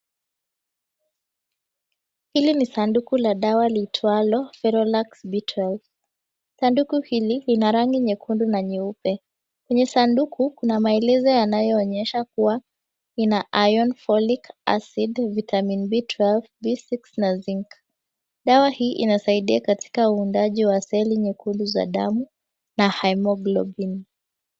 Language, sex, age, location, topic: Swahili, female, 18-24, Mombasa, health